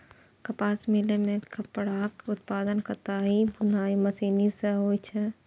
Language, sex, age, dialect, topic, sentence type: Maithili, female, 41-45, Eastern / Thethi, agriculture, statement